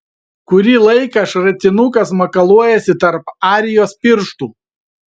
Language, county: Lithuanian, Vilnius